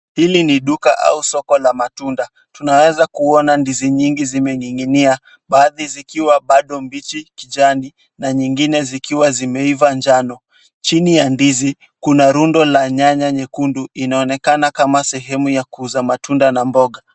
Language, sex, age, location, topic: Swahili, male, 18-24, Kisumu, finance